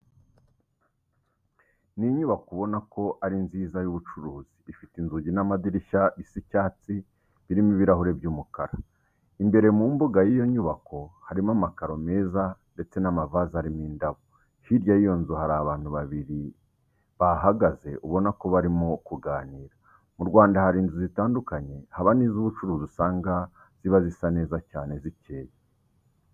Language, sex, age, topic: Kinyarwanda, male, 36-49, education